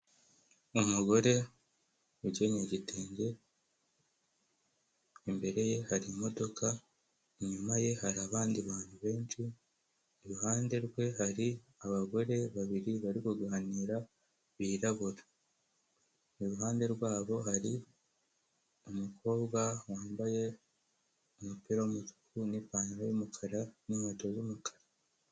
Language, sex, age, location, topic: Kinyarwanda, male, 18-24, Kigali, health